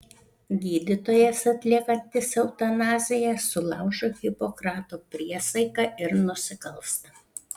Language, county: Lithuanian, Panevėžys